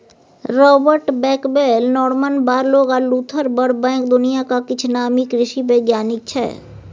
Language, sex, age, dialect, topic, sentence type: Maithili, female, 36-40, Bajjika, agriculture, statement